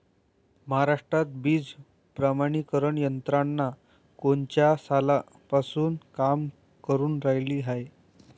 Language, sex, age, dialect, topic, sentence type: Marathi, male, 18-24, Varhadi, agriculture, question